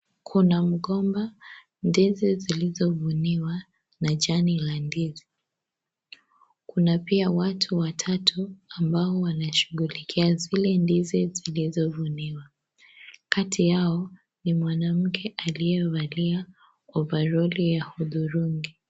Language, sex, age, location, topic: Swahili, female, 25-35, Kisii, agriculture